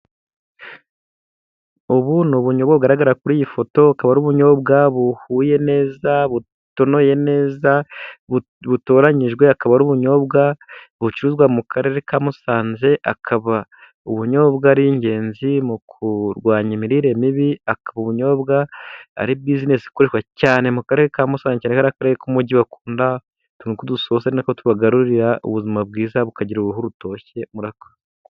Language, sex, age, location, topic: Kinyarwanda, male, 25-35, Musanze, agriculture